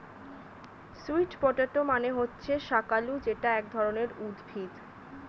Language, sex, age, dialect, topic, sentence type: Bengali, female, 25-30, Standard Colloquial, agriculture, statement